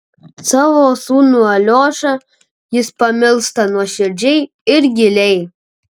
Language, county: Lithuanian, Kaunas